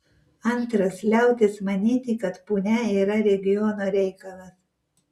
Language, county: Lithuanian, Vilnius